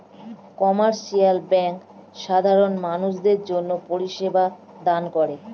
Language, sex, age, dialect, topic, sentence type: Bengali, female, 25-30, Standard Colloquial, banking, statement